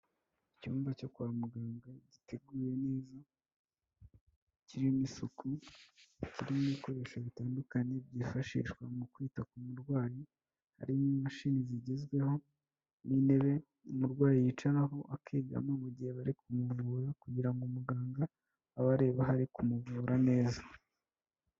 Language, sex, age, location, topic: Kinyarwanda, male, 25-35, Kigali, health